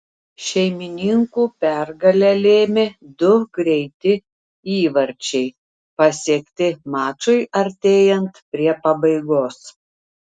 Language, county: Lithuanian, Telšiai